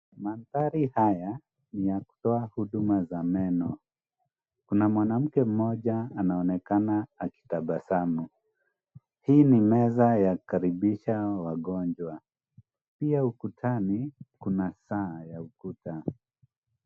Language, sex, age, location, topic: Swahili, male, 25-35, Kisumu, health